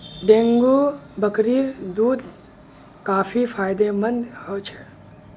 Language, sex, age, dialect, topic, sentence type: Magahi, male, 18-24, Northeastern/Surjapuri, agriculture, statement